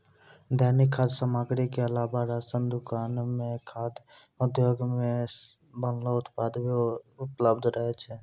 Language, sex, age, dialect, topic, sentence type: Maithili, male, 18-24, Angika, agriculture, statement